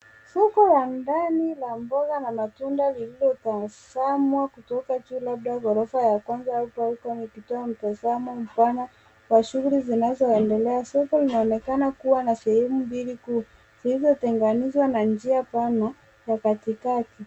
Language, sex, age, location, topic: Swahili, male, 18-24, Nairobi, finance